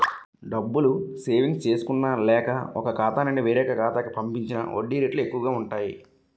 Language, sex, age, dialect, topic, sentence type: Telugu, male, 25-30, Utterandhra, banking, statement